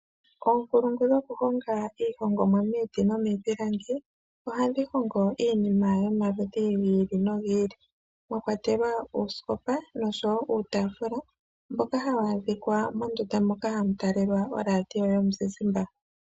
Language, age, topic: Oshiwambo, 36-49, finance